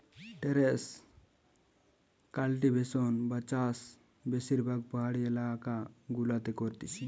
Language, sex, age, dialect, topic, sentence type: Bengali, male, 18-24, Western, agriculture, statement